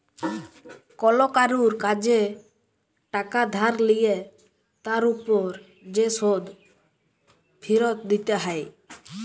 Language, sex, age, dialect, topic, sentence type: Bengali, male, 18-24, Jharkhandi, banking, statement